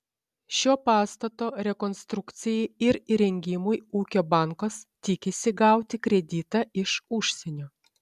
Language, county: Lithuanian, Šiauliai